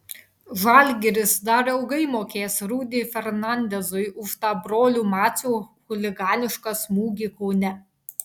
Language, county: Lithuanian, Vilnius